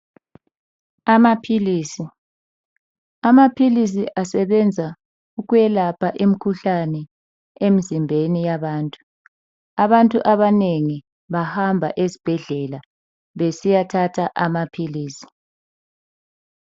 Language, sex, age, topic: North Ndebele, male, 50+, health